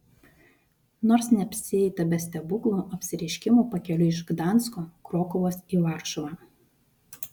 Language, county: Lithuanian, Vilnius